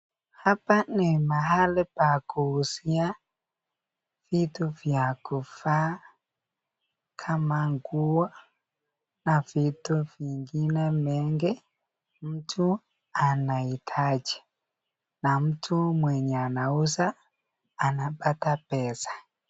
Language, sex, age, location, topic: Swahili, male, 18-24, Nakuru, finance